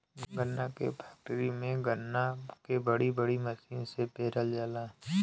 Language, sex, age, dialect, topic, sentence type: Bhojpuri, male, 25-30, Western, agriculture, statement